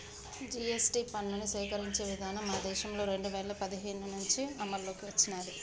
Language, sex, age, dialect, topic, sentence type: Telugu, female, 31-35, Telangana, banking, statement